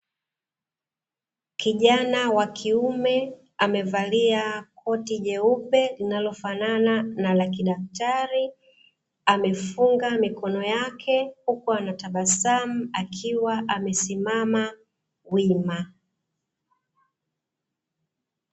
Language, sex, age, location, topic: Swahili, female, 25-35, Dar es Salaam, health